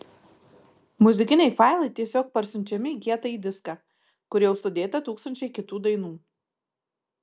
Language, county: Lithuanian, Marijampolė